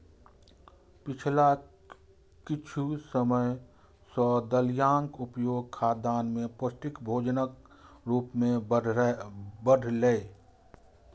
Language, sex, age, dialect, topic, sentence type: Maithili, male, 25-30, Eastern / Thethi, agriculture, statement